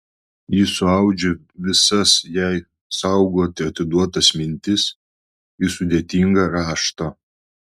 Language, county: Lithuanian, Klaipėda